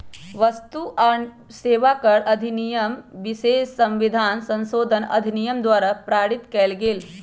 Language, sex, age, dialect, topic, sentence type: Magahi, male, 25-30, Western, banking, statement